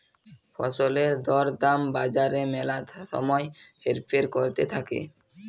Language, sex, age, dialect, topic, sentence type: Bengali, male, 18-24, Jharkhandi, agriculture, statement